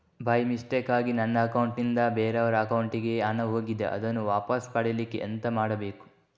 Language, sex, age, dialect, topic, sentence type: Kannada, male, 18-24, Coastal/Dakshin, banking, question